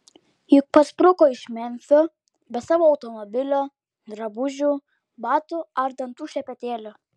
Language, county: Lithuanian, Klaipėda